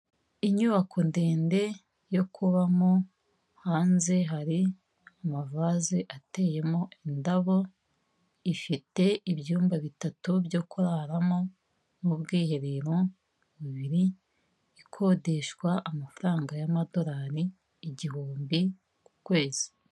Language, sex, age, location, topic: Kinyarwanda, female, 25-35, Kigali, finance